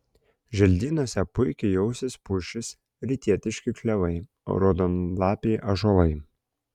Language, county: Lithuanian, Klaipėda